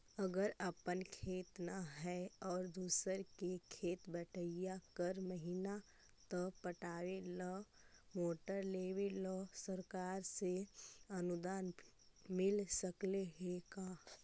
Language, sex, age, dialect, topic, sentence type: Magahi, female, 18-24, Central/Standard, agriculture, question